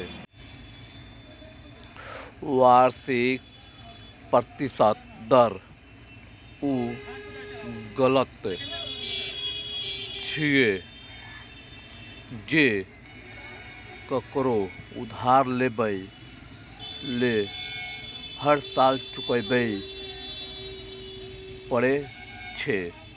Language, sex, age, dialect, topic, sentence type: Maithili, male, 31-35, Eastern / Thethi, banking, statement